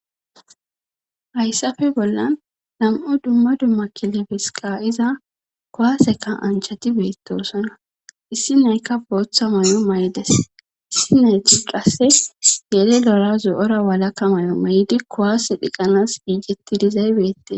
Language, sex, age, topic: Gamo, female, 25-35, government